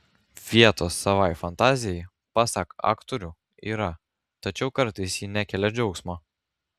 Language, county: Lithuanian, Kaunas